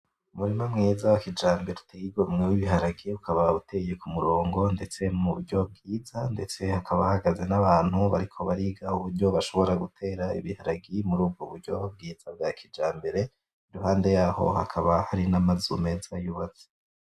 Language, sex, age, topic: Rundi, male, 25-35, agriculture